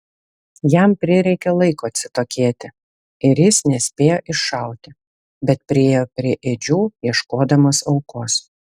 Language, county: Lithuanian, Vilnius